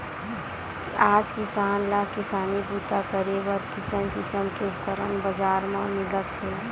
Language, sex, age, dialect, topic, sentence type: Chhattisgarhi, female, 25-30, Western/Budati/Khatahi, agriculture, statement